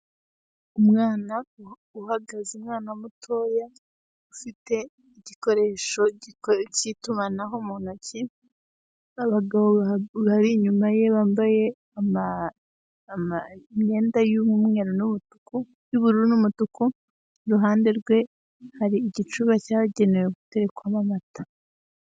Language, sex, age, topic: Kinyarwanda, female, 18-24, finance